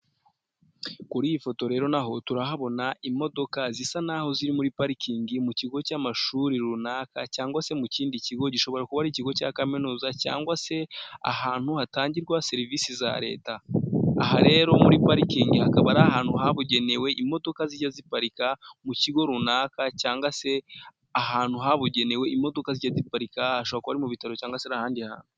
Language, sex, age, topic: Kinyarwanda, female, 18-24, government